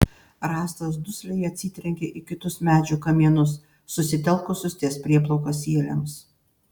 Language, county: Lithuanian, Panevėžys